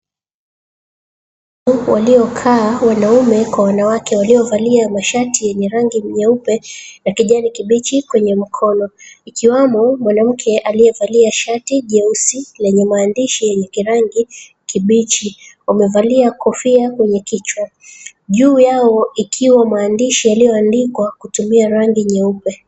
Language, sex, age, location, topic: Swahili, female, 25-35, Mombasa, government